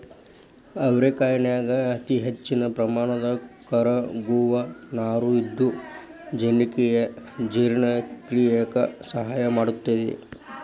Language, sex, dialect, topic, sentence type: Kannada, male, Dharwad Kannada, agriculture, statement